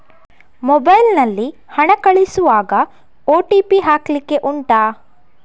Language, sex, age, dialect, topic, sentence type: Kannada, female, 51-55, Coastal/Dakshin, banking, question